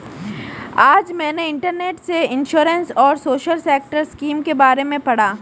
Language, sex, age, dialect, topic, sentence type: Hindi, female, 18-24, Marwari Dhudhari, banking, statement